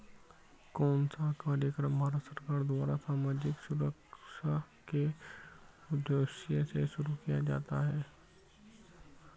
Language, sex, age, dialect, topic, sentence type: Hindi, male, 25-30, Hindustani Malvi Khadi Boli, banking, question